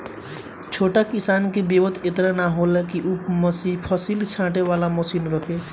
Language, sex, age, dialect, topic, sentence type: Bhojpuri, male, 18-24, Northern, agriculture, statement